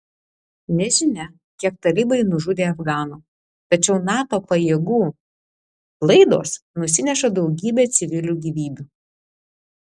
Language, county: Lithuanian, Vilnius